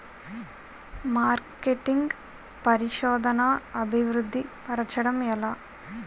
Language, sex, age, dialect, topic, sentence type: Telugu, female, 41-45, Utterandhra, agriculture, question